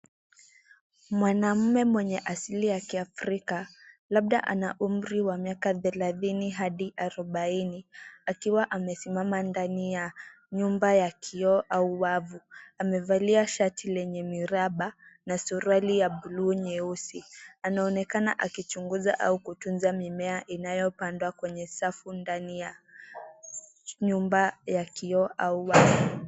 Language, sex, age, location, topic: Swahili, female, 18-24, Nairobi, agriculture